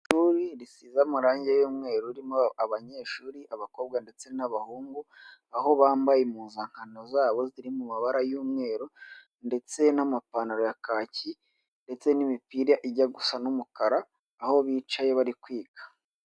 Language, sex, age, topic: Kinyarwanda, male, 18-24, government